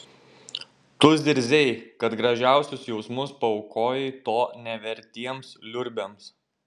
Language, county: Lithuanian, Šiauliai